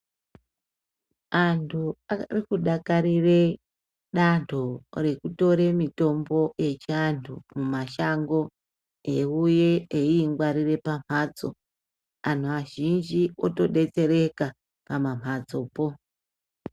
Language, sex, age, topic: Ndau, female, 36-49, health